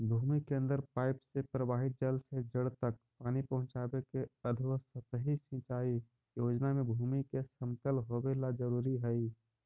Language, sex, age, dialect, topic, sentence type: Magahi, male, 31-35, Central/Standard, agriculture, statement